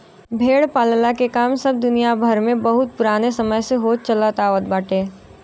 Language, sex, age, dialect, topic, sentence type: Bhojpuri, female, 18-24, Western, agriculture, statement